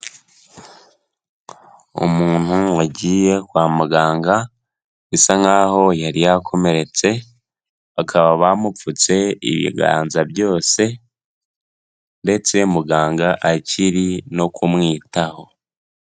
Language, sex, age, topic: Kinyarwanda, male, 18-24, health